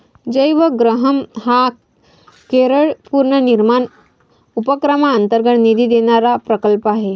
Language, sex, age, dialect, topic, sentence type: Marathi, female, 25-30, Varhadi, agriculture, statement